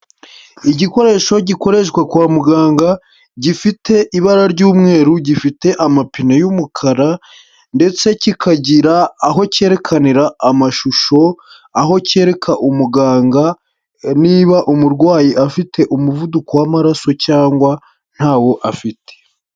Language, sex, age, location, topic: Kinyarwanda, male, 18-24, Huye, health